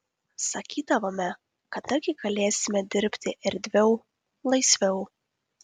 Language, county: Lithuanian, Kaunas